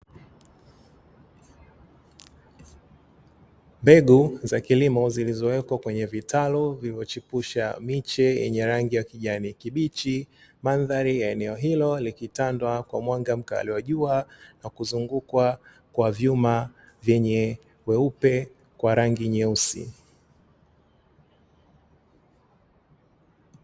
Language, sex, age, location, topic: Swahili, male, 36-49, Dar es Salaam, agriculture